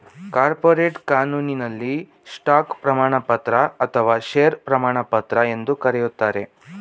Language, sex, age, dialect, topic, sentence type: Kannada, male, 18-24, Mysore Kannada, banking, statement